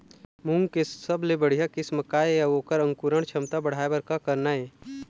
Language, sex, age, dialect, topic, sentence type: Chhattisgarhi, male, 25-30, Eastern, agriculture, question